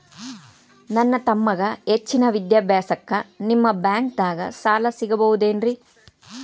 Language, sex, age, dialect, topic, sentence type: Kannada, female, 36-40, Dharwad Kannada, banking, question